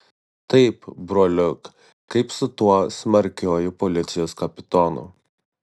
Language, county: Lithuanian, Šiauliai